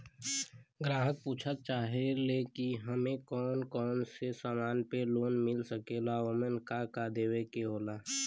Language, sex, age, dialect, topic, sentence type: Bhojpuri, male, <18, Western, banking, question